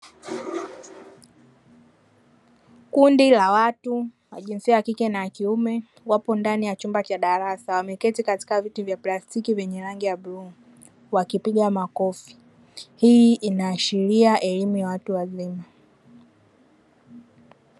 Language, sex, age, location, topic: Swahili, female, 25-35, Dar es Salaam, education